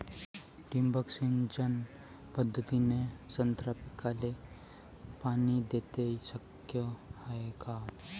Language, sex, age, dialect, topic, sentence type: Marathi, male, 18-24, Varhadi, agriculture, question